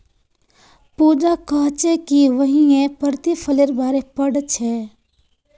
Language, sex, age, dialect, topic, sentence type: Magahi, female, 18-24, Northeastern/Surjapuri, banking, statement